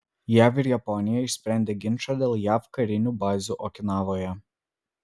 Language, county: Lithuanian, Vilnius